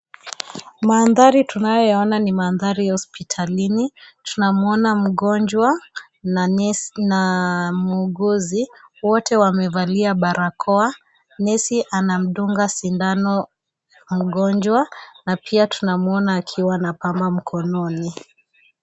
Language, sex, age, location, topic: Swahili, female, 25-35, Kisii, health